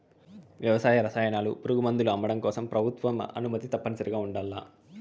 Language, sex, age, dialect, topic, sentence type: Telugu, male, 18-24, Southern, agriculture, statement